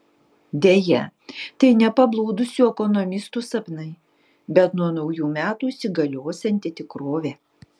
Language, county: Lithuanian, Utena